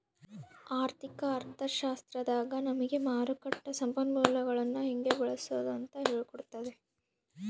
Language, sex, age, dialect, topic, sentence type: Kannada, female, 25-30, Central, banking, statement